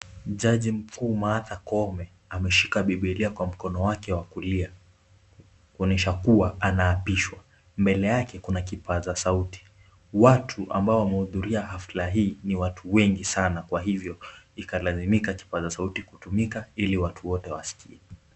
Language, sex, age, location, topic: Swahili, male, 18-24, Kisumu, government